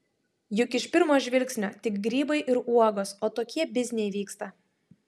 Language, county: Lithuanian, Klaipėda